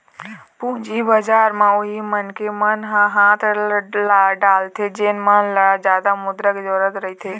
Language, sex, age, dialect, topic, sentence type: Chhattisgarhi, female, 18-24, Eastern, banking, statement